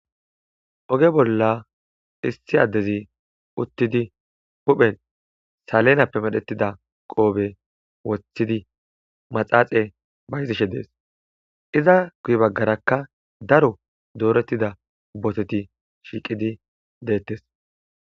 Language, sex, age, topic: Gamo, male, 18-24, agriculture